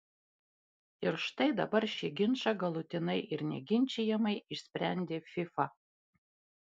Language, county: Lithuanian, Panevėžys